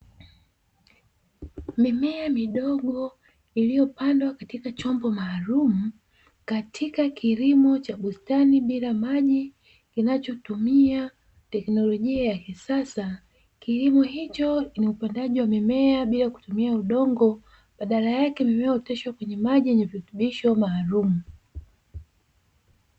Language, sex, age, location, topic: Swahili, female, 25-35, Dar es Salaam, agriculture